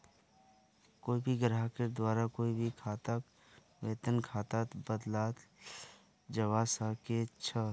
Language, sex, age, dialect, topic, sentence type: Magahi, male, 25-30, Northeastern/Surjapuri, banking, statement